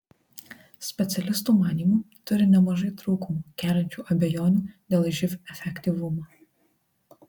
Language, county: Lithuanian, Marijampolė